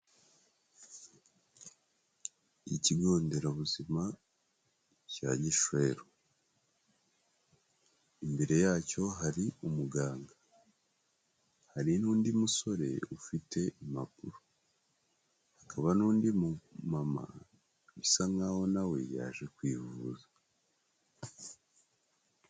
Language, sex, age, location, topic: Kinyarwanda, male, 25-35, Kigali, health